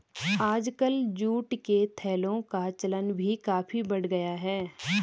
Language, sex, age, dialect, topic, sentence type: Hindi, female, 25-30, Garhwali, agriculture, statement